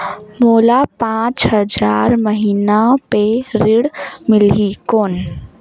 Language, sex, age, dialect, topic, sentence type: Chhattisgarhi, female, 18-24, Northern/Bhandar, banking, question